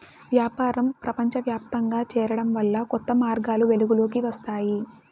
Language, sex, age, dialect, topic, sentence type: Telugu, female, 18-24, Southern, banking, statement